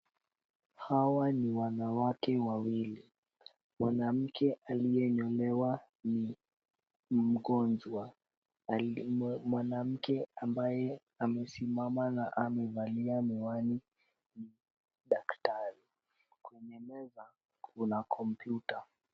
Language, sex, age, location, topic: Swahili, female, 36-49, Kisumu, health